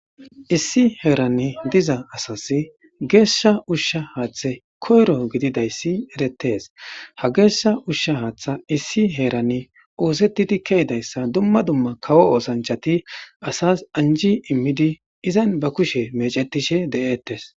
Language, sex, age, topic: Gamo, male, 25-35, government